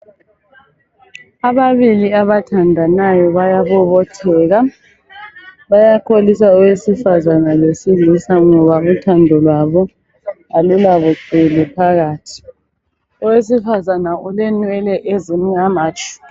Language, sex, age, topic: North Ndebele, female, 50+, health